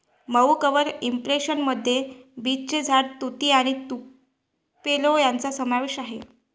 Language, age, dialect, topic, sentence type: Marathi, 25-30, Varhadi, agriculture, statement